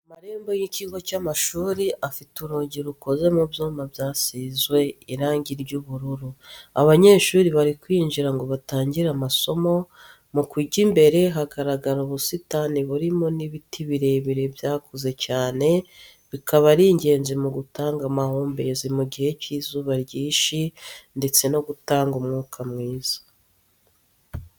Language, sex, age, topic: Kinyarwanda, female, 36-49, education